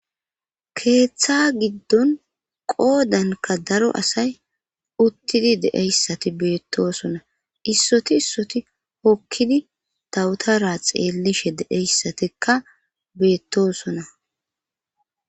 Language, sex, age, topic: Gamo, female, 36-49, government